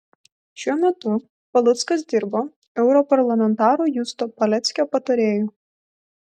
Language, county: Lithuanian, Vilnius